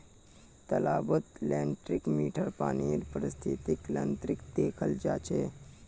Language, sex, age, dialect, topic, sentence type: Magahi, male, 18-24, Northeastern/Surjapuri, agriculture, statement